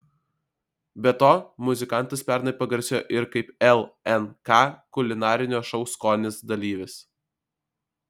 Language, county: Lithuanian, Alytus